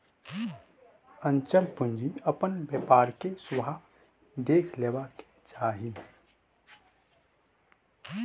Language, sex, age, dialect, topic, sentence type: Maithili, male, 18-24, Southern/Standard, banking, statement